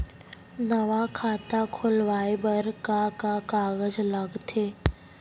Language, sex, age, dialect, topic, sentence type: Chhattisgarhi, female, 18-24, Central, banking, question